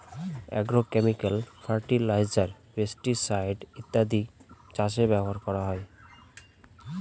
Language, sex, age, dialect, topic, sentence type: Bengali, male, 25-30, Northern/Varendri, agriculture, statement